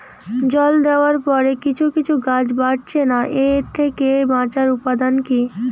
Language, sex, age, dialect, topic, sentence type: Bengali, female, 18-24, Rajbangshi, agriculture, question